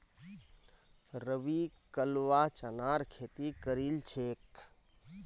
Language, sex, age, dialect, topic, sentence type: Magahi, male, 25-30, Northeastern/Surjapuri, agriculture, statement